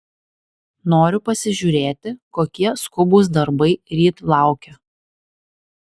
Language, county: Lithuanian, Alytus